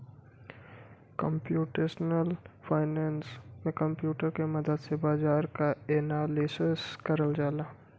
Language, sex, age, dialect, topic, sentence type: Bhojpuri, male, 18-24, Western, banking, statement